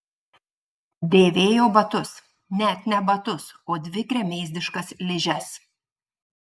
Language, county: Lithuanian, Marijampolė